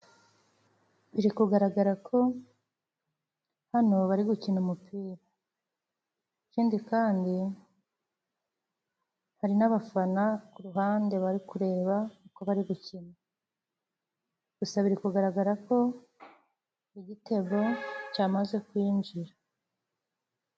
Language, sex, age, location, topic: Kinyarwanda, female, 25-35, Musanze, government